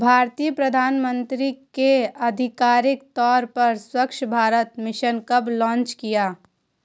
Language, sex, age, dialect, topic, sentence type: Hindi, female, 18-24, Hindustani Malvi Khadi Boli, banking, question